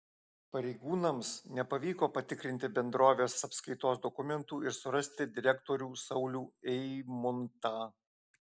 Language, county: Lithuanian, Alytus